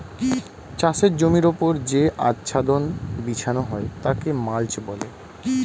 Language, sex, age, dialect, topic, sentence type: Bengali, male, 18-24, Standard Colloquial, agriculture, statement